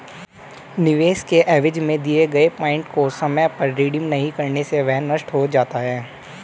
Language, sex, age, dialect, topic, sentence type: Hindi, male, 18-24, Hindustani Malvi Khadi Boli, banking, statement